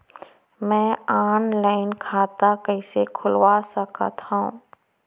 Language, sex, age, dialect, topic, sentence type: Chhattisgarhi, female, 31-35, Central, banking, question